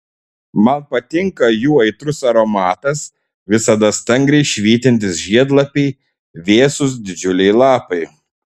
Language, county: Lithuanian, Šiauliai